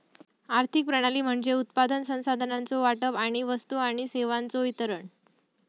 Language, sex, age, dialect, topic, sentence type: Marathi, female, 18-24, Southern Konkan, banking, statement